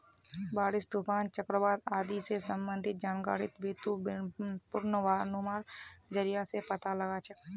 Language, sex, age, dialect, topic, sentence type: Magahi, female, 60-100, Northeastern/Surjapuri, agriculture, statement